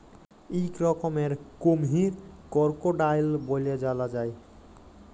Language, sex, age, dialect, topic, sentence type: Bengali, male, 18-24, Jharkhandi, agriculture, statement